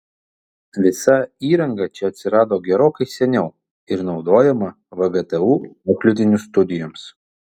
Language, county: Lithuanian, Vilnius